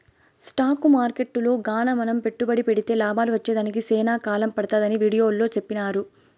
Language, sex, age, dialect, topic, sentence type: Telugu, female, 18-24, Southern, banking, statement